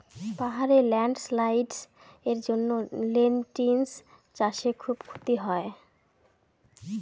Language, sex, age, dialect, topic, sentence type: Bengali, female, 18-24, Rajbangshi, agriculture, question